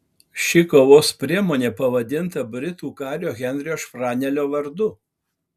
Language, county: Lithuanian, Alytus